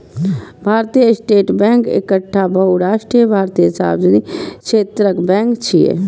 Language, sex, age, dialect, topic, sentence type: Maithili, female, 25-30, Eastern / Thethi, banking, statement